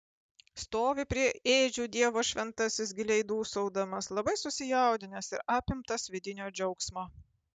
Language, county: Lithuanian, Panevėžys